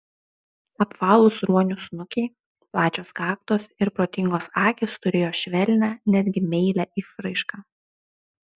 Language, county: Lithuanian, Šiauliai